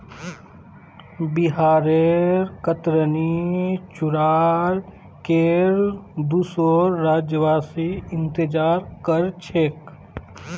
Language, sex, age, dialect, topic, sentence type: Magahi, male, 25-30, Northeastern/Surjapuri, agriculture, statement